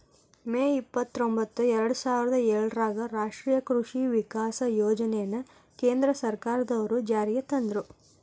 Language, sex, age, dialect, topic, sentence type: Kannada, female, 25-30, Dharwad Kannada, agriculture, statement